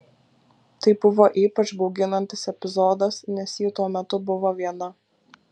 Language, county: Lithuanian, Kaunas